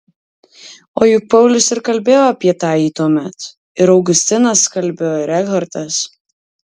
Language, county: Lithuanian, Alytus